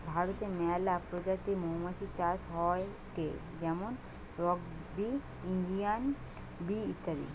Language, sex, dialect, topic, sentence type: Bengali, female, Western, agriculture, statement